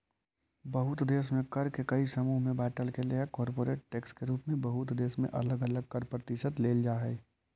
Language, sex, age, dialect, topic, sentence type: Magahi, male, 18-24, Central/Standard, banking, statement